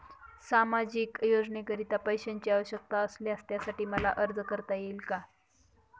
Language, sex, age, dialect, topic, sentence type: Marathi, female, 18-24, Northern Konkan, banking, question